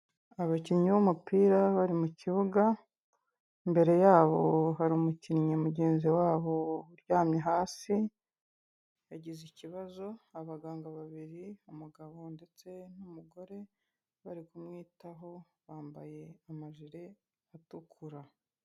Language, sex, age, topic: Kinyarwanda, female, 25-35, health